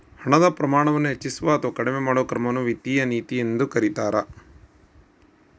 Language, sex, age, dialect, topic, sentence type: Kannada, male, 56-60, Central, banking, statement